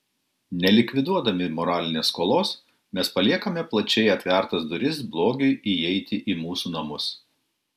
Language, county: Lithuanian, Klaipėda